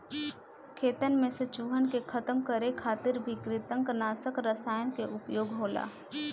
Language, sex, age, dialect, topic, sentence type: Bhojpuri, female, 25-30, Northern, agriculture, statement